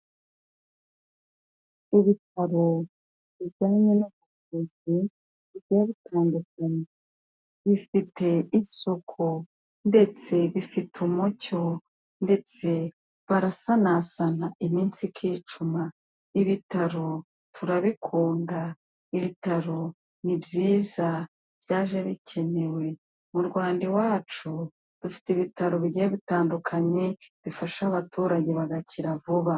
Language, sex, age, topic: Kinyarwanda, female, 36-49, government